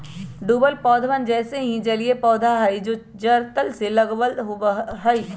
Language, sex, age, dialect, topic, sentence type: Magahi, male, 25-30, Western, agriculture, statement